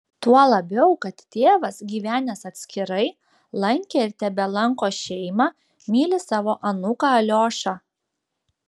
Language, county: Lithuanian, Šiauliai